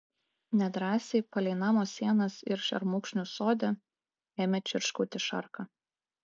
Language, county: Lithuanian, Klaipėda